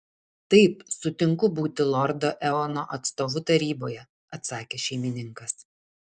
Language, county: Lithuanian, Utena